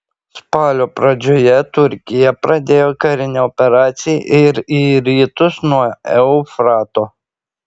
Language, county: Lithuanian, Šiauliai